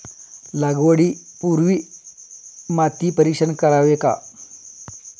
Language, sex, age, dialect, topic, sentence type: Marathi, male, 31-35, Standard Marathi, agriculture, question